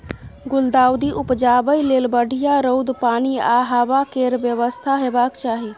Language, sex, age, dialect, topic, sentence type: Maithili, female, 31-35, Bajjika, agriculture, statement